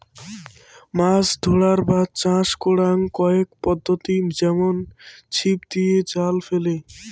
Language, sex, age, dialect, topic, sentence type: Bengali, female, <18, Rajbangshi, agriculture, statement